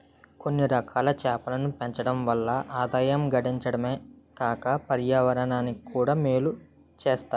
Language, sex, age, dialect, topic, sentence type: Telugu, male, 18-24, Utterandhra, agriculture, statement